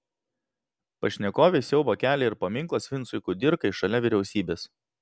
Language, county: Lithuanian, Vilnius